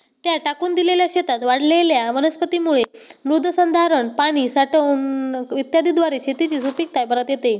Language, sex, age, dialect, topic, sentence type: Marathi, male, 18-24, Standard Marathi, agriculture, statement